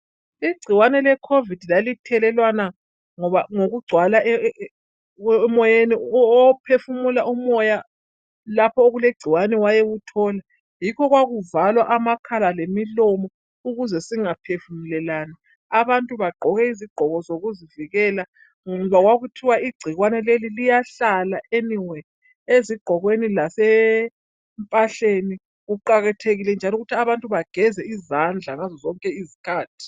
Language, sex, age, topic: North Ndebele, female, 50+, health